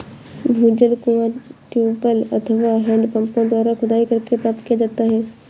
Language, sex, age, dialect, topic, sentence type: Hindi, female, 51-55, Awadhi Bundeli, agriculture, statement